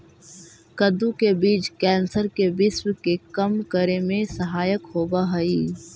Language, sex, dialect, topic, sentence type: Magahi, female, Central/Standard, agriculture, statement